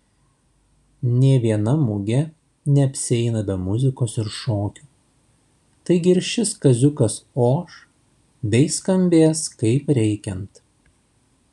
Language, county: Lithuanian, Šiauliai